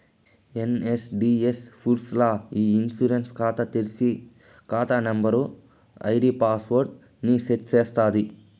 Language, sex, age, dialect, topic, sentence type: Telugu, male, 25-30, Southern, banking, statement